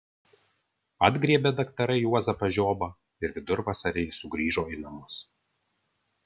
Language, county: Lithuanian, Vilnius